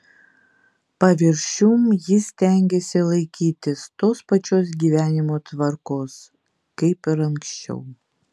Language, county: Lithuanian, Vilnius